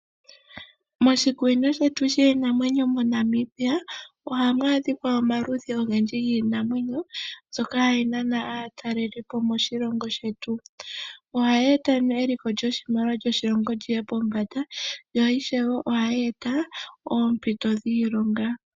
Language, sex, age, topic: Oshiwambo, female, 18-24, agriculture